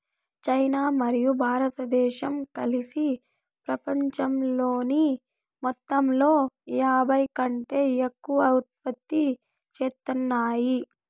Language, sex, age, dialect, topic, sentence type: Telugu, female, 18-24, Southern, agriculture, statement